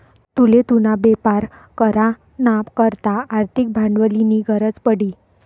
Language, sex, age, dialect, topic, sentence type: Marathi, female, 56-60, Northern Konkan, banking, statement